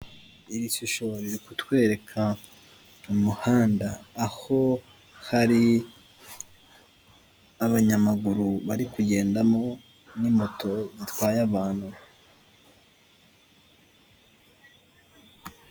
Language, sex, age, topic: Kinyarwanda, male, 18-24, government